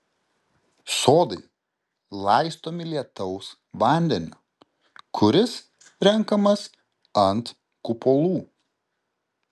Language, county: Lithuanian, Kaunas